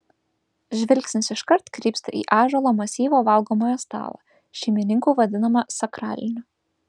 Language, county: Lithuanian, Vilnius